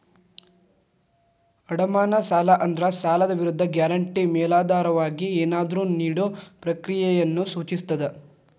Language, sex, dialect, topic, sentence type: Kannada, male, Dharwad Kannada, banking, statement